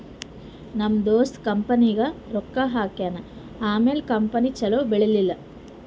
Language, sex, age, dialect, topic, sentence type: Kannada, female, 18-24, Northeastern, banking, statement